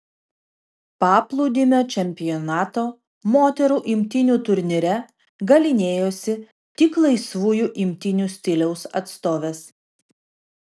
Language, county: Lithuanian, Vilnius